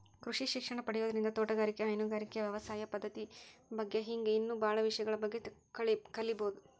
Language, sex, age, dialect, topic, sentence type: Kannada, female, 31-35, Dharwad Kannada, agriculture, statement